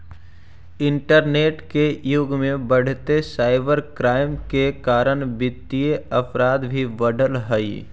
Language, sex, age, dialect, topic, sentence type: Magahi, male, 41-45, Central/Standard, banking, statement